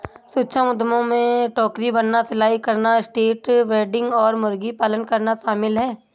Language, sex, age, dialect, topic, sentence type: Hindi, female, 18-24, Marwari Dhudhari, banking, statement